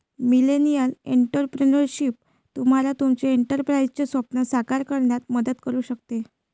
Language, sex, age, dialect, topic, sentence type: Marathi, female, 25-30, Varhadi, banking, statement